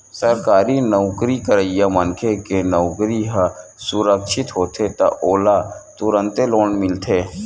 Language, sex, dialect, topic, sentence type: Chhattisgarhi, male, Western/Budati/Khatahi, banking, statement